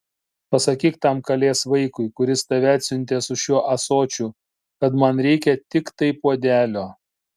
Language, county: Lithuanian, Šiauliai